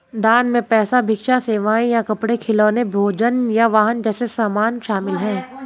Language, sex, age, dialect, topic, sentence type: Hindi, female, 25-30, Hindustani Malvi Khadi Boli, banking, statement